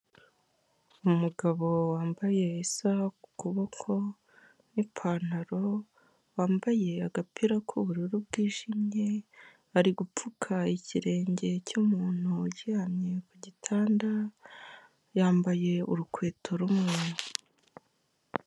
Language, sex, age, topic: Kinyarwanda, male, 18-24, health